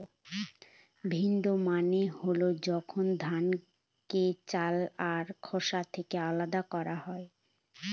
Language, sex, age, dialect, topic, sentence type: Bengali, female, 18-24, Northern/Varendri, agriculture, statement